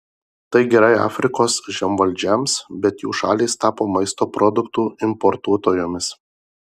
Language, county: Lithuanian, Marijampolė